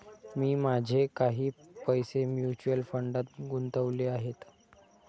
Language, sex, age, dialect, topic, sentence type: Marathi, male, 25-30, Standard Marathi, banking, statement